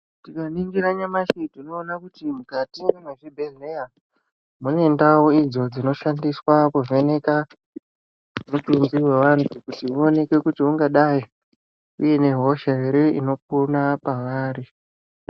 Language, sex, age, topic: Ndau, male, 25-35, health